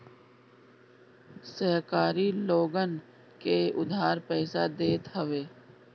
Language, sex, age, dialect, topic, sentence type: Bhojpuri, female, 36-40, Northern, banking, statement